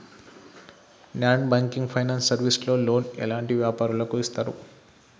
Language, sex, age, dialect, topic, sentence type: Telugu, male, 18-24, Telangana, banking, question